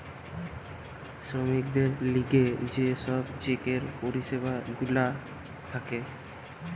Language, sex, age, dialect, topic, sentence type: Bengali, male, 18-24, Western, banking, statement